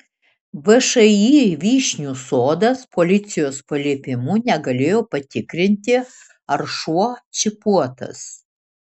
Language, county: Lithuanian, Šiauliai